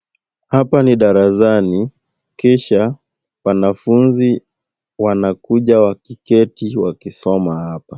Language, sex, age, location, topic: Swahili, male, 18-24, Kisumu, education